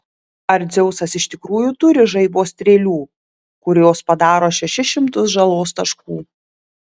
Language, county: Lithuanian, Utena